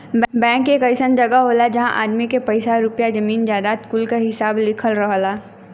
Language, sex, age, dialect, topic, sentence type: Bhojpuri, female, 18-24, Western, banking, statement